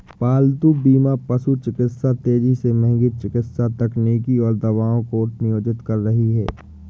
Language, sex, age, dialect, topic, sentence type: Hindi, male, 18-24, Awadhi Bundeli, banking, statement